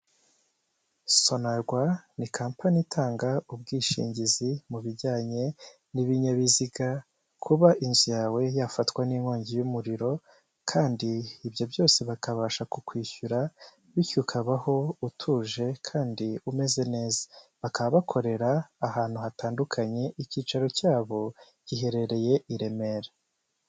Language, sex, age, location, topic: Kinyarwanda, male, 25-35, Kigali, finance